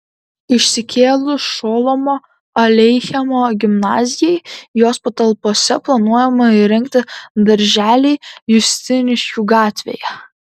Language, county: Lithuanian, Kaunas